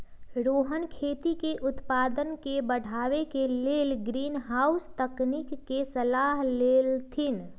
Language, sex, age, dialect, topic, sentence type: Magahi, female, 25-30, Western, agriculture, statement